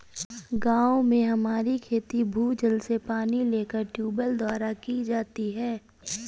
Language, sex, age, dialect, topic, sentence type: Hindi, female, 25-30, Awadhi Bundeli, agriculture, statement